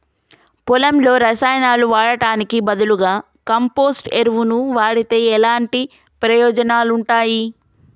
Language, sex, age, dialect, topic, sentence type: Telugu, female, 25-30, Telangana, agriculture, question